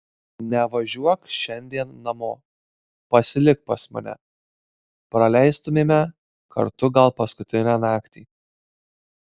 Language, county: Lithuanian, Marijampolė